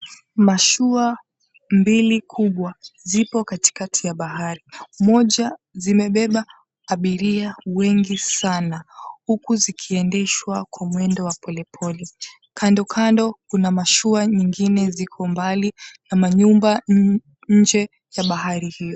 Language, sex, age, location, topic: Swahili, female, 18-24, Mombasa, government